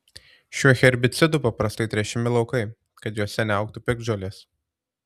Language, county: Lithuanian, Tauragė